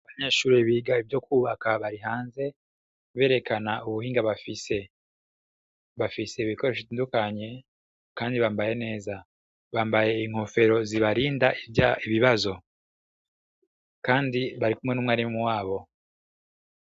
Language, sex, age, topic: Rundi, male, 25-35, education